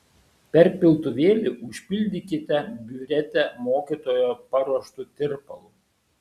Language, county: Lithuanian, Šiauliai